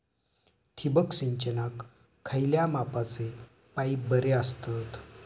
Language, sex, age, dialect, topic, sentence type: Marathi, male, 60-100, Southern Konkan, agriculture, question